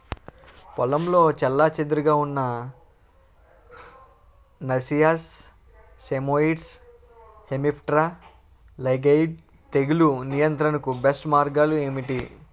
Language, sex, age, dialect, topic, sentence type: Telugu, male, 18-24, Utterandhra, agriculture, question